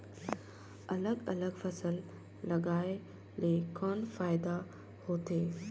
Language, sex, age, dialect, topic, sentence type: Chhattisgarhi, female, 31-35, Northern/Bhandar, agriculture, question